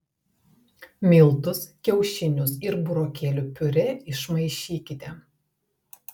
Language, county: Lithuanian, Telšiai